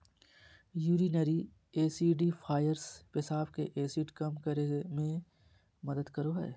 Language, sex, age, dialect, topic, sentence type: Magahi, male, 36-40, Southern, agriculture, statement